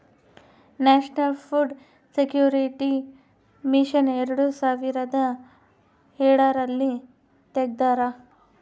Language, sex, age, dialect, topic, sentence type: Kannada, female, 18-24, Central, agriculture, statement